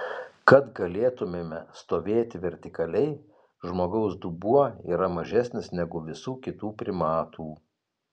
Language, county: Lithuanian, Telšiai